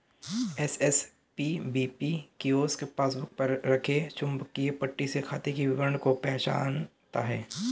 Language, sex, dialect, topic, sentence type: Hindi, male, Hindustani Malvi Khadi Boli, banking, statement